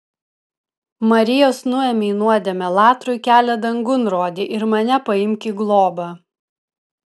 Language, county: Lithuanian, Vilnius